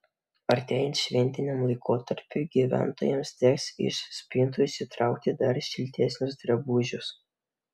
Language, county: Lithuanian, Vilnius